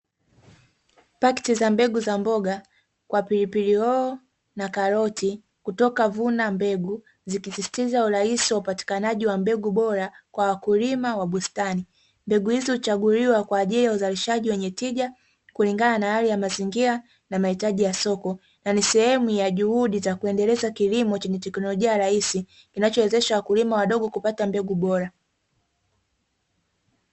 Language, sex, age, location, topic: Swahili, female, 25-35, Dar es Salaam, agriculture